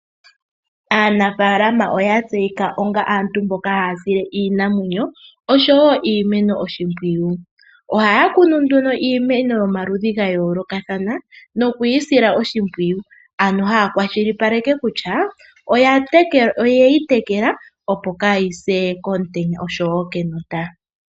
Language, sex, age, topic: Oshiwambo, female, 18-24, agriculture